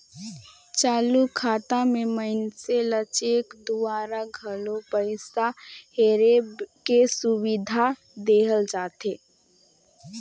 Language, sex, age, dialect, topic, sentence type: Chhattisgarhi, female, 18-24, Northern/Bhandar, banking, statement